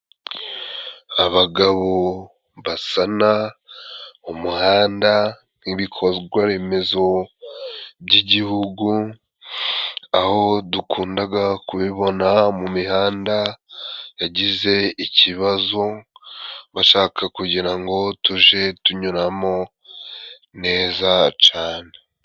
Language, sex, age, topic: Kinyarwanda, male, 25-35, government